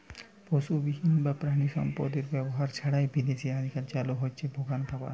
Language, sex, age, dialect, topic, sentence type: Bengali, male, 25-30, Western, agriculture, statement